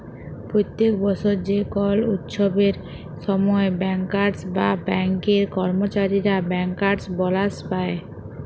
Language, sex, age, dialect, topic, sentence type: Bengali, female, 25-30, Jharkhandi, banking, statement